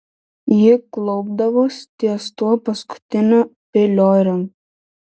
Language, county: Lithuanian, Šiauliai